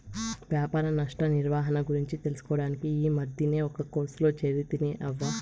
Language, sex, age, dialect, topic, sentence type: Telugu, female, 18-24, Southern, banking, statement